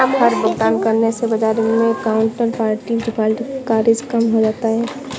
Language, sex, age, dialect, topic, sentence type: Hindi, female, 56-60, Awadhi Bundeli, banking, statement